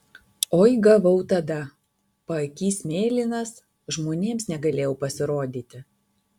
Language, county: Lithuanian, Alytus